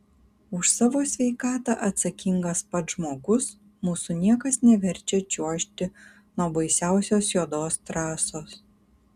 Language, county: Lithuanian, Kaunas